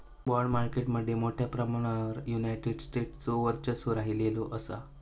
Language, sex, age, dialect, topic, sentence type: Marathi, male, 18-24, Southern Konkan, banking, statement